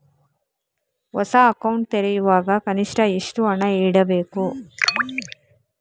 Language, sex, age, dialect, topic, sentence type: Kannada, female, 36-40, Coastal/Dakshin, banking, question